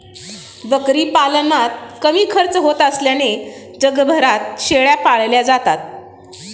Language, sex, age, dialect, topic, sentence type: Marathi, female, 36-40, Standard Marathi, agriculture, statement